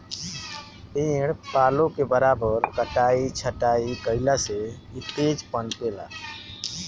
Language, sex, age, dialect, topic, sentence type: Bhojpuri, male, 60-100, Northern, agriculture, statement